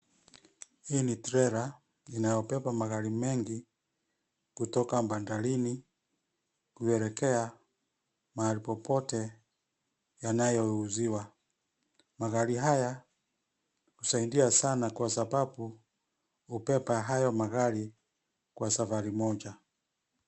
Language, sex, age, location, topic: Swahili, male, 50+, Nairobi, finance